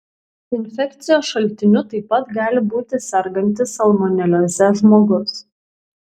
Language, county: Lithuanian, Kaunas